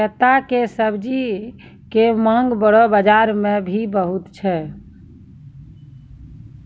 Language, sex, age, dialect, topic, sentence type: Maithili, female, 51-55, Angika, agriculture, statement